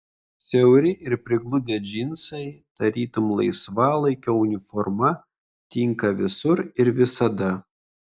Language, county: Lithuanian, Kaunas